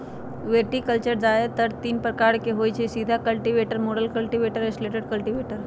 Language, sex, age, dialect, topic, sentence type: Magahi, female, 31-35, Western, agriculture, statement